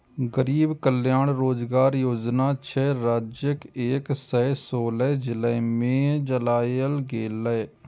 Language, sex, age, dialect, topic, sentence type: Maithili, male, 36-40, Eastern / Thethi, banking, statement